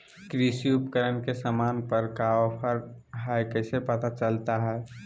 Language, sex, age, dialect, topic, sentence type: Magahi, male, 18-24, Southern, agriculture, question